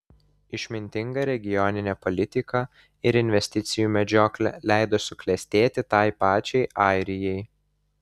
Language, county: Lithuanian, Vilnius